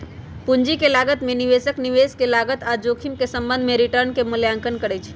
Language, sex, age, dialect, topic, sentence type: Magahi, male, 36-40, Western, banking, statement